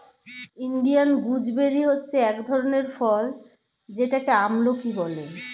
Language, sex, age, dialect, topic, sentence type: Bengali, female, 41-45, Standard Colloquial, agriculture, statement